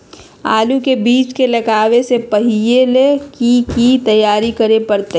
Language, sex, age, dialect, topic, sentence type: Magahi, female, 36-40, Western, agriculture, question